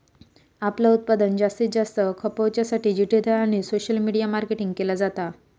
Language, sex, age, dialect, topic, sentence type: Marathi, female, 25-30, Southern Konkan, banking, statement